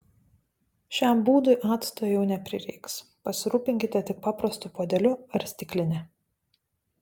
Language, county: Lithuanian, Panevėžys